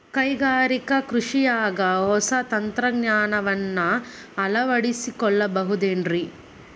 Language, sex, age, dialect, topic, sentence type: Kannada, female, 18-24, Dharwad Kannada, agriculture, question